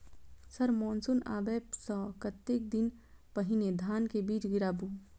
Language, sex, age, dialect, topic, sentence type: Maithili, female, 25-30, Southern/Standard, agriculture, question